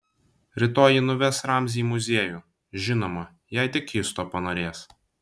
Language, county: Lithuanian, Vilnius